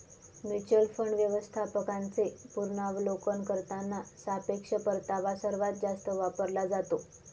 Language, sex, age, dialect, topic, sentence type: Marathi, female, 25-30, Northern Konkan, banking, statement